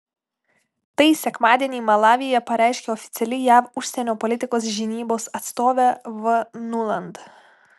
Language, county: Lithuanian, Klaipėda